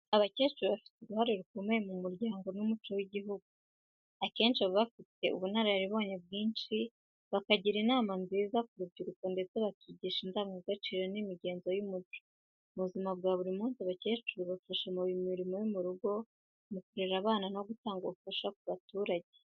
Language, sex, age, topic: Kinyarwanda, female, 18-24, education